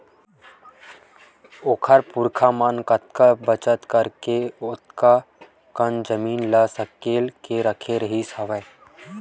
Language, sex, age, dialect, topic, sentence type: Chhattisgarhi, male, 18-24, Western/Budati/Khatahi, banking, statement